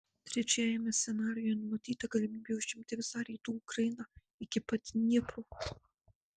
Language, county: Lithuanian, Marijampolė